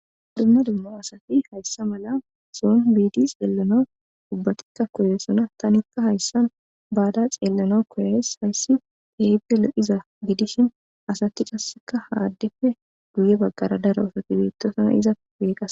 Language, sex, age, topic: Gamo, female, 18-24, government